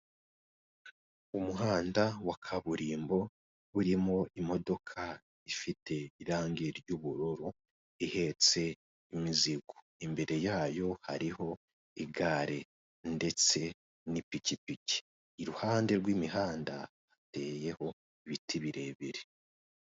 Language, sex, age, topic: Kinyarwanda, male, 18-24, government